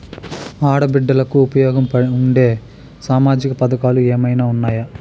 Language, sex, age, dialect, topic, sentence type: Telugu, male, 18-24, Southern, banking, statement